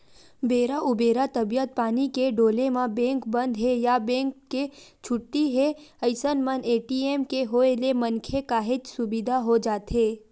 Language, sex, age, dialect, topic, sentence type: Chhattisgarhi, female, 18-24, Western/Budati/Khatahi, banking, statement